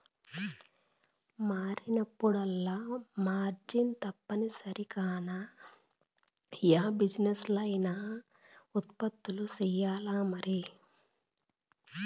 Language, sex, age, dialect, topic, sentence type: Telugu, female, 41-45, Southern, banking, statement